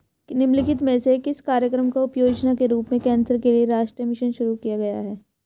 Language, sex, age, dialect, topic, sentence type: Hindi, female, 18-24, Hindustani Malvi Khadi Boli, banking, question